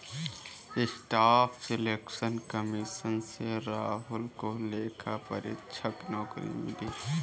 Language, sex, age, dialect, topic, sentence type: Hindi, male, 18-24, Kanauji Braj Bhasha, banking, statement